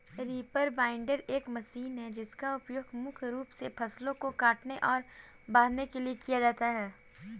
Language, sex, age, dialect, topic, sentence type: Hindi, female, 18-24, Kanauji Braj Bhasha, agriculture, statement